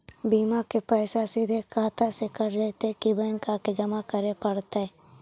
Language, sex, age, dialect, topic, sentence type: Magahi, female, 18-24, Central/Standard, banking, question